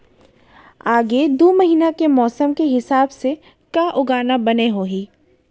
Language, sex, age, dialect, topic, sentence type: Chhattisgarhi, female, 31-35, Central, agriculture, question